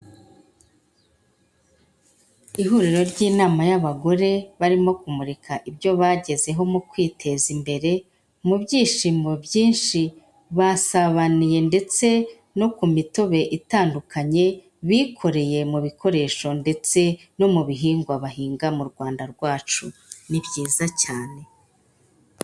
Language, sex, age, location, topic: Kinyarwanda, female, 50+, Kigali, government